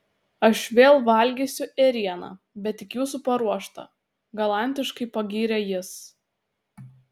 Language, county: Lithuanian, Utena